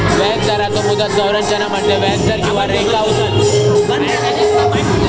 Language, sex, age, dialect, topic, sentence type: Marathi, male, 18-24, Southern Konkan, banking, statement